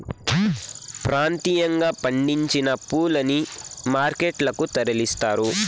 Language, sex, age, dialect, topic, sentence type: Telugu, male, 18-24, Southern, agriculture, statement